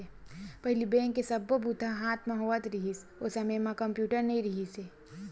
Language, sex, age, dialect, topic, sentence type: Chhattisgarhi, female, 60-100, Western/Budati/Khatahi, banking, statement